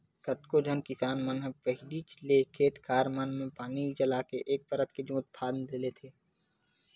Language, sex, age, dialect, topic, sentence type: Chhattisgarhi, male, 18-24, Western/Budati/Khatahi, agriculture, statement